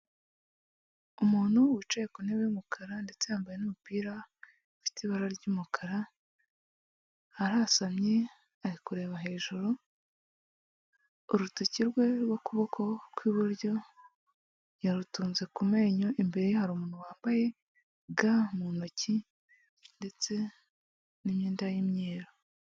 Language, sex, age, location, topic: Kinyarwanda, female, 18-24, Huye, health